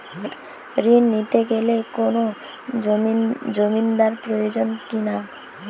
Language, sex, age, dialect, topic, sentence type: Bengali, female, 18-24, Western, banking, question